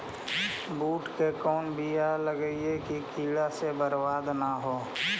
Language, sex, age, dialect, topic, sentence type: Magahi, male, 36-40, Central/Standard, agriculture, question